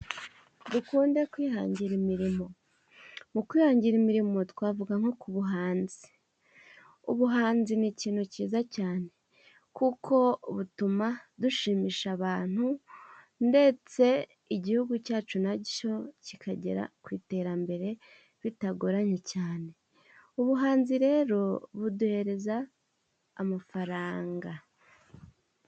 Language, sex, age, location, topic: Kinyarwanda, female, 18-24, Musanze, government